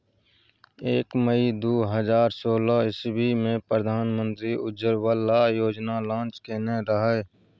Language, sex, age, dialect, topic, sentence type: Maithili, male, 46-50, Bajjika, agriculture, statement